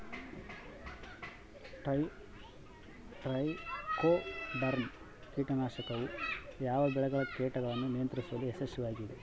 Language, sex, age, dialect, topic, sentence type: Kannada, male, 25-30, Central, agriculture, question